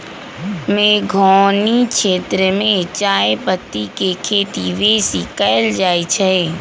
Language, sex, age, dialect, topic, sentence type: Magahi, female, 25-30, Western, agriculture, statement